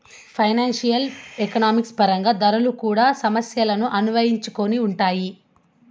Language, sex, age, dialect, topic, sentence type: Telugu, female, 25-30, Southern, banking, statement